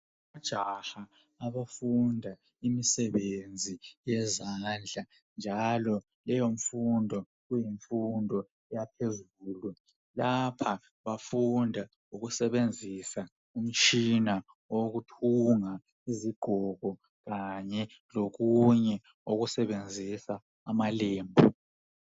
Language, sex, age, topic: North Ndebele, male, 25-35, education